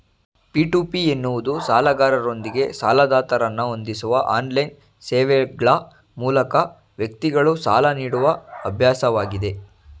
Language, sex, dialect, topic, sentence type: Kannada, male, Mysore Kannada, banking, statement